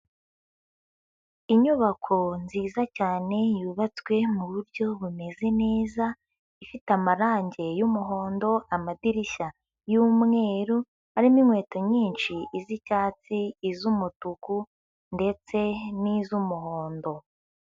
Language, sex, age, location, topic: Kinyarwanda, female, 18-24, Huye, education